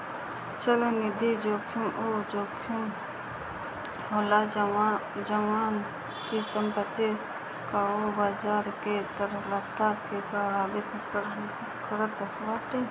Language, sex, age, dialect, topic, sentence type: Bhojpuri, female, 25-30, Northern, banking, statement